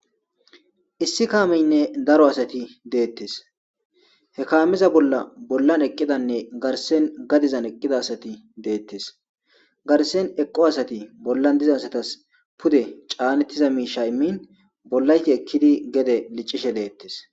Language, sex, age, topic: Gamo, male, 25-35, government